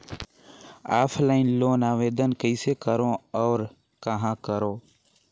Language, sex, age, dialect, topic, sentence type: Chhattisgarhi, male, 46-50, Northern/Bhandar, banking, question